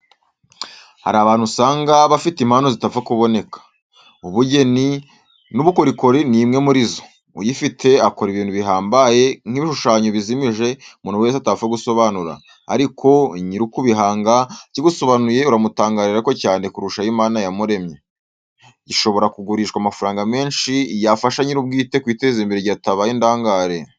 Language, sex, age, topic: Kinyarwanda, male, 18-24, education